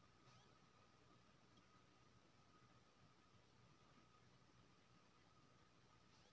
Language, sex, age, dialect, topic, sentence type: Maithili, male, 25-30, Bajjika, banking, statement